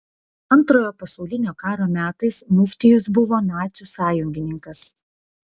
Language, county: Lithuanian, Vilnius